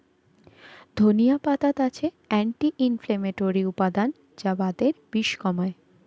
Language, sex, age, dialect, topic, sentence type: Bengali, female, 18-24, Rajbangshi, agriculture, statement